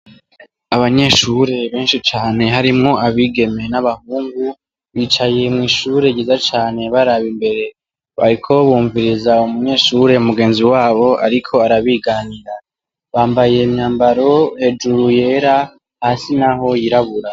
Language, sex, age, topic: Rundi, female, 18-24, education